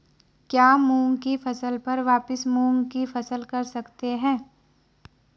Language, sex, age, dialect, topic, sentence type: Hindi, female, 25-30, Marwari Dhudhari, agriculture, question